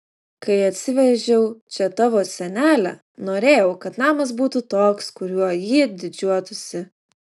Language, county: Lithuanian, Utena